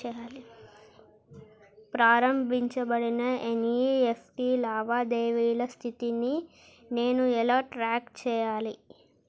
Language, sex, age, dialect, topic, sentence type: Telugu, male, 51-55, Telangana, banking, question